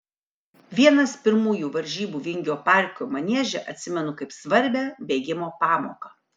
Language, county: Lithuanian, Kaunas